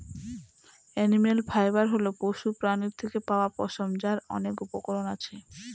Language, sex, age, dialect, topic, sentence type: Bengali, female, 25-30, Northern/Varendri, agriculture, statement